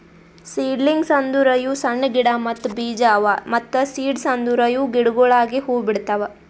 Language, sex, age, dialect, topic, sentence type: Kannada, female, 25-30, Northeastern, agriculture, statement